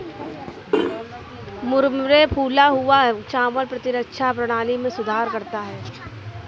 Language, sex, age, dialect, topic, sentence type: Hindi, female, 60-100, Kanauji Braj Bhasha, agriculture, statement